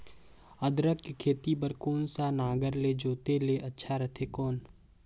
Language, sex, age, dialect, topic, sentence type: Chhattisgarhi, male, 18-24, Northern/Bhandar, agriculture, question